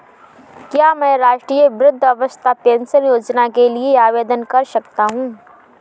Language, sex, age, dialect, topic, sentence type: Hindi, female, 31-35, Awadhi Bundeli, banking, question